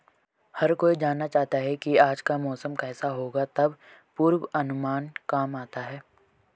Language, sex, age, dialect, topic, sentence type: Hindi, male, 18-24, Marwari Dhudhari, agriculture, statement